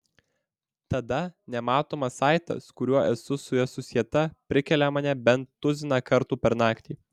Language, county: Lithuanian, Vilnius